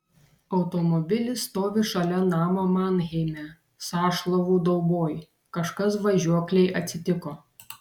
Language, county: Lithuanian, Vilnius